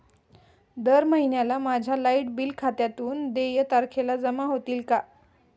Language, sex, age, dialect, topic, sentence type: Marathi, female, 18-24, Standard Marathi, banking, question